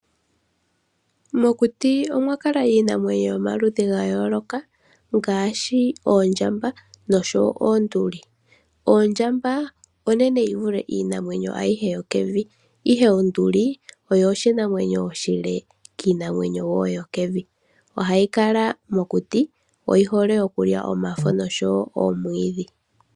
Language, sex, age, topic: Oshiwambo, female, 25-35, agriculture